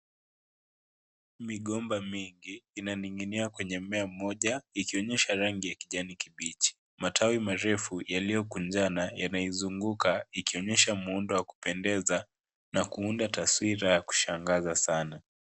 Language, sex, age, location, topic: Swahili, male, 18-24, Kisii, agriculture